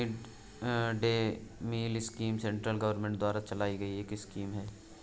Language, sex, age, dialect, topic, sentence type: Hindi, male, 18-24, Awadhi Bundeli, agriculture, statement